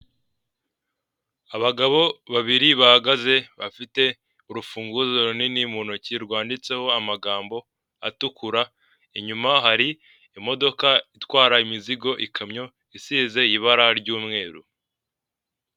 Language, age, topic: Kinyarwanda, 18-24, finance